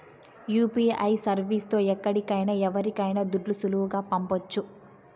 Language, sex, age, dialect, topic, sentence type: Telugu, female, 18-24, Southern, banking, statement